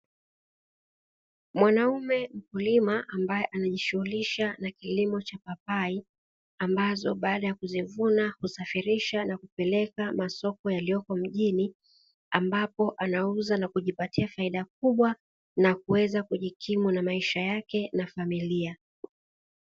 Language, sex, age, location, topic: Swahili, female, 36-49, Dar es Salaam, agriculture